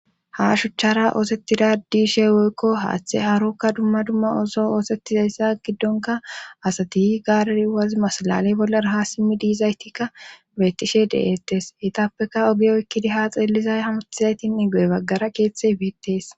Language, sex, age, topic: Gamo, female, 18-24, government